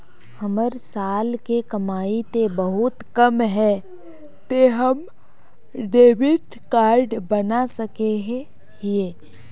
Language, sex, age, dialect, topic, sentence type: Magahi, female, 18-24, Northeastern/Surjapuri, banking, question